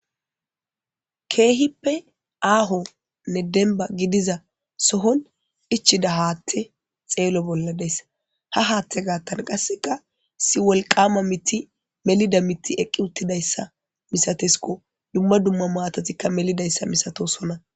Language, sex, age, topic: Gamo, female, 18-24, government